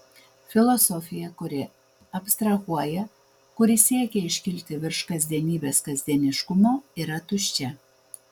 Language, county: Lithuanian, Vilnius